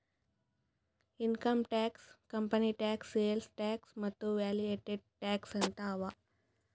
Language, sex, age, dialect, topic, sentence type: Kannada, female, 25-30, Northeastern, banking, statement